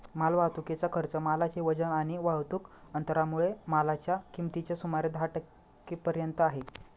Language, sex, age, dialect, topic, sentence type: Marathi, male, 25-30, Standard Marathi, banking, statement